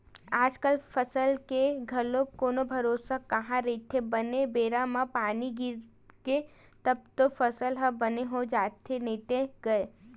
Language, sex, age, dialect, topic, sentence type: Chhattisgarhi, female, 18-24, Western/Budati/Khatahi, banking, statement